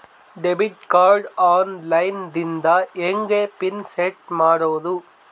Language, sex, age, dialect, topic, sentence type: Kannada, male, 18-24, Northeastern, banking, question